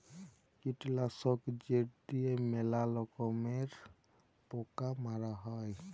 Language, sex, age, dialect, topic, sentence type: Bengali, male, 18-24, Jharkhandi, agriculture, statement